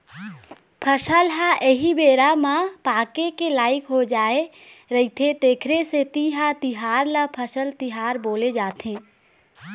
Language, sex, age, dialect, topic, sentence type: Chhattisgarhi, female, 18-24, Eastern, agriculture, statement